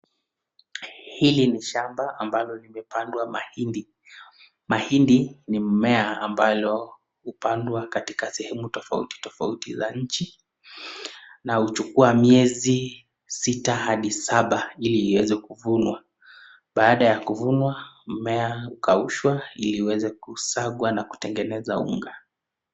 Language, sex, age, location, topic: Swahili, male, 25-35, Nakuru, agriculture